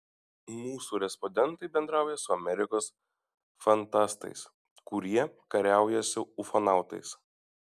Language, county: Lithuanian, Šiauliai